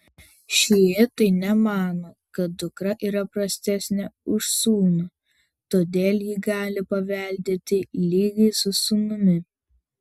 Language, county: Lithuanian, Vilnius